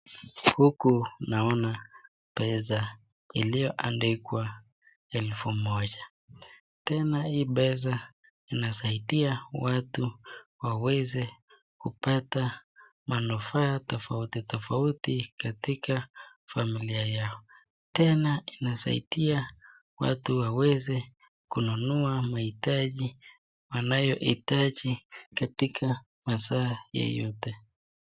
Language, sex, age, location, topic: Swahili, male, 25-35, Nakuru, finance